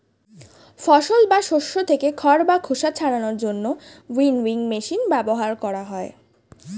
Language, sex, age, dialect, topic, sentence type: Bengali, female, 18-24, Standard Colloquial, agriculture, statement